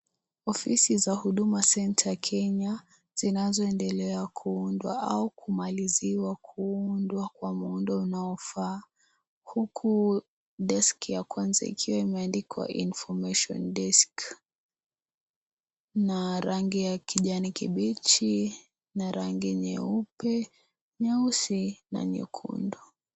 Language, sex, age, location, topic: Swahili, female, 18-24, Kisii, government